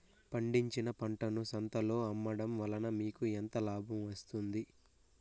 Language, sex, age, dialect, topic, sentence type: Telugu, male, 41-45, Southern, agriculture, question